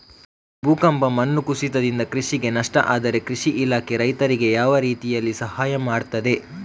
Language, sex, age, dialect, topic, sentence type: Kannada, male, 36-40, Coastal/Dakshin, agriculture, question